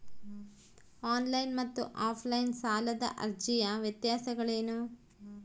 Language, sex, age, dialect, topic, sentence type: Kannada, female, 36-40, Central, banking, question